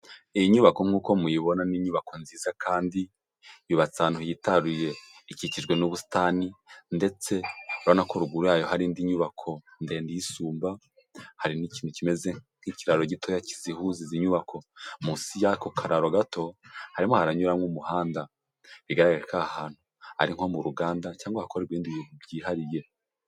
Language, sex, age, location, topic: Kinyarwanda, male, 18-24, Huye, health